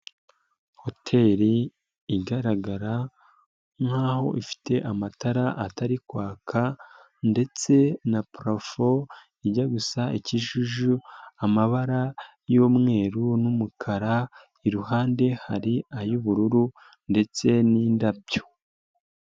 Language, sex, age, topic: Kinyarwanda, male, 25-35, finance